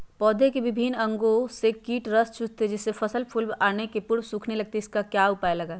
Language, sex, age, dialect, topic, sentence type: Magahi, female, 31-35, Western, agriculture, question